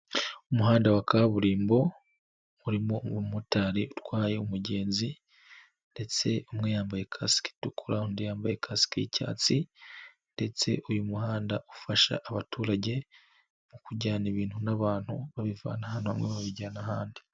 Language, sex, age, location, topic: Kinyarwanda, male, 25-35, Nyagatare, finance